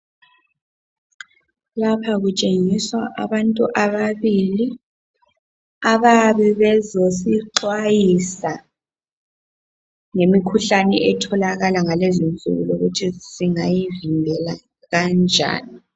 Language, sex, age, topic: North Ndebele, female, 18-24, health